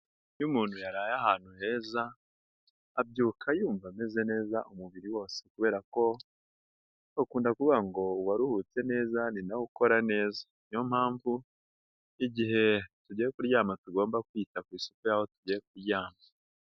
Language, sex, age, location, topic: Kinyarwanda, female, 18-24, Nyagatare, finance